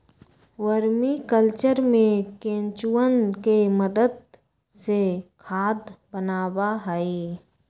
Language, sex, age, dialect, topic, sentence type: Magahi, female, 25-30, Western, agriculture, statement